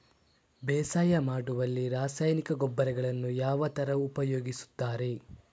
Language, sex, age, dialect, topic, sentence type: Kannada, male, 36-40, Coastal/Dakshin, agriculture, question